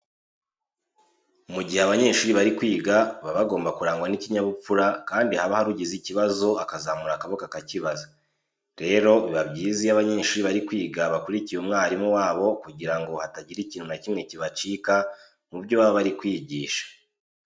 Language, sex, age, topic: Kinyarwanda, male, 18-24, education